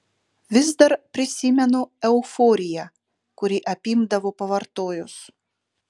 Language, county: Lithuanian, Utena